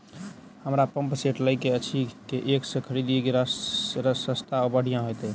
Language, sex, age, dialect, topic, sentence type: Maithili, male, 31-35, Southern/Standard, agriculture, question